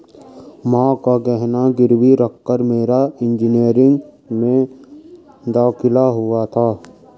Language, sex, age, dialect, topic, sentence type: Hindi, male, 56-60, Garhwali, banking, statement